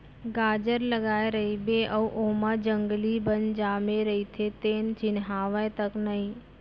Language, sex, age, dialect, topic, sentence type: Chhattisgarhi, female, 25-30, Central, agriculture, statement